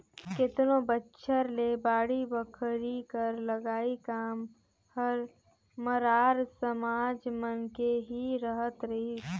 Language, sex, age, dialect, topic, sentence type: Chhattisgarhi, female, 25-30, Northern/Bhandar, banking, statement